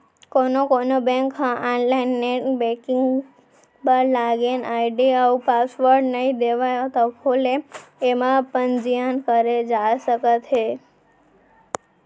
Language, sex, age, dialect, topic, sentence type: Chhattisgarhi, female, 18-24, Central, banking, statement